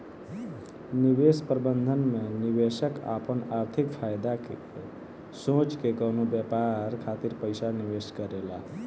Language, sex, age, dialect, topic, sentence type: Bhojpuri, male, 18-24, Southern / Standard, banking, statement